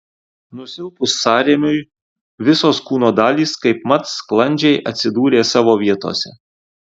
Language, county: Lithuanian, Alytus